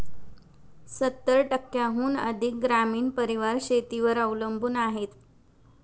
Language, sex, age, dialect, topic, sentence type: Marathi, female, 25-30, Standard Marathi, agriculture, statement